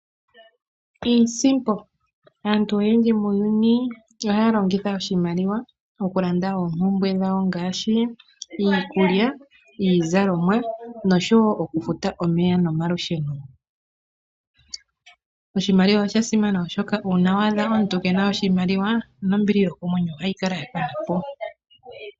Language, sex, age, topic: Oshiwambo, female, 25-35, finance